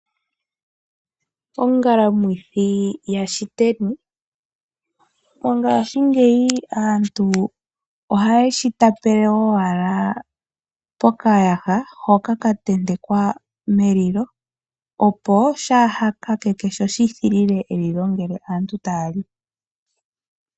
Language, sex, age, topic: Oshiwambo, female, 25-35, agriculture